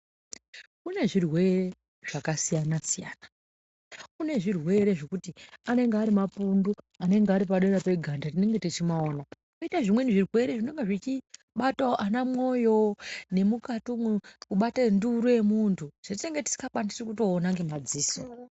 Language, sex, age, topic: Ndau, female, 25-35, health